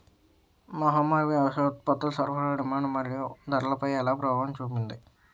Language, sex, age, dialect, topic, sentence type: Telugu, male, 18-24, Utterandhra, agriculture, question